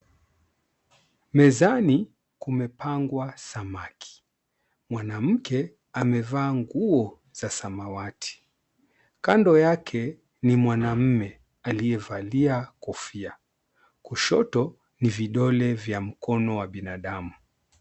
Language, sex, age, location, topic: Swahili, male, 36-49, Mombasa, agriculture